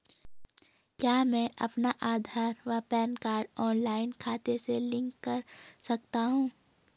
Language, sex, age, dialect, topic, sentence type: Hindi, female, 18-24, Garhwali, banking, question